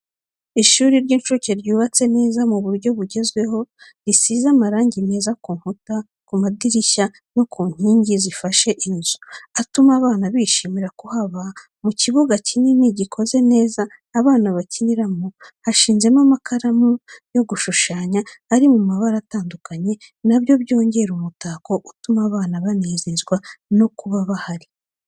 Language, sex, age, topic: Kinyarwanda, female, 36-49, education